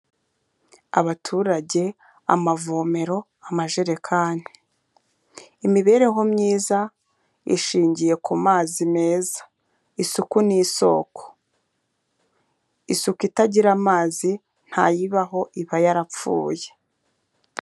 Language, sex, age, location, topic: Kinyarwanda, female, 25-35, Kigali, health